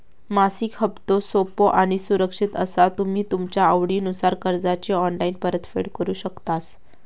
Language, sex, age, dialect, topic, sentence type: Marathi, female, 18-24, Southern Konkan, banking, statement